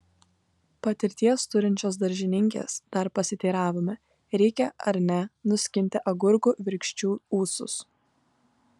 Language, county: Lithuanian, Kaunas